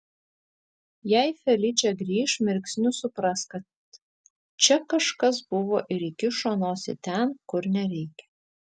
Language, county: Lithuanian, Vilnius